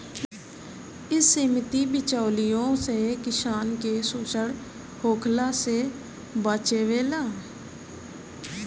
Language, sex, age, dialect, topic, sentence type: Bhojpuri, female, 60-100, Northern, agriculture, statement